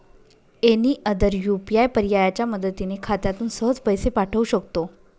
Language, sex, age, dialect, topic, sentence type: Marathi, female, 25-30, Northern Konkan, banking, statement